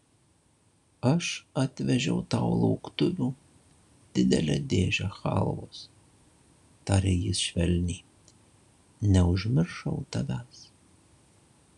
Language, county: Lithuanian, Šiauliai